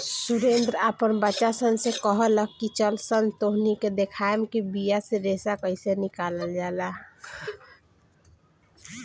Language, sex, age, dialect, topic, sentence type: Bhojpuri, female, 18-24, Southern / Standard, agriculture, statement